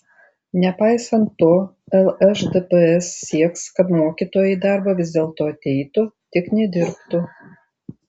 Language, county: Lithuanian, Tauragė